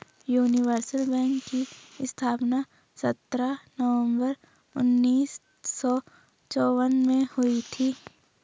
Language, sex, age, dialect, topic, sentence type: Hindi, female, 25-30, Garhwali, banking, statement